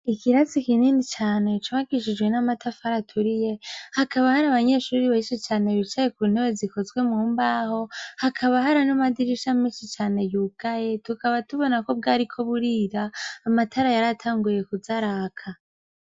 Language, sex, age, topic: Rundi, female, 18-24, education